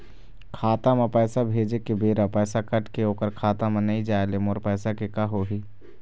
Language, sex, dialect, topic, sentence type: Chhattisgarhi, male, Eastern, banking, question